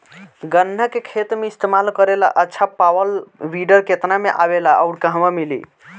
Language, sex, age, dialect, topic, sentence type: Bhojpuri, male, <18, Northern, agriculture, question